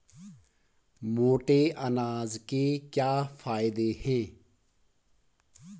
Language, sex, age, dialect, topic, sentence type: Hindi, male, 46-50, Garhwali, agriculture, question